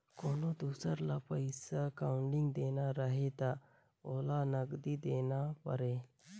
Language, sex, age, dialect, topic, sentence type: Chhattisgarhi, male, 51-55, Northern/Bhandar, banking, statement